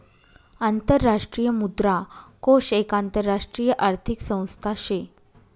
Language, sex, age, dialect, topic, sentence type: Marathi, female, 25-30, Northern Konkan, banking, statement